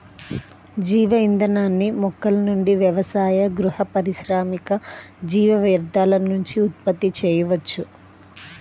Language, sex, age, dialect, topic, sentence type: Telugu, female, 31-35, Central/Coastal, agriculture, statement